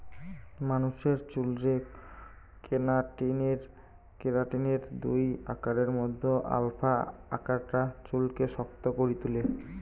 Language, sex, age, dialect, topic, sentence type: Bengali, male, 18-24, Rajbangshi, agriculture, statement